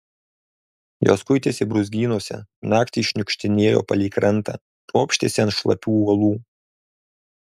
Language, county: Lithuanian, Alytus